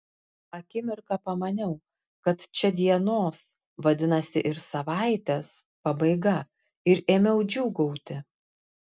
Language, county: Lithuanian, Klaipėda